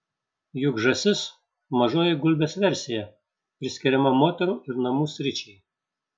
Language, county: Lithuanian, Šiauliai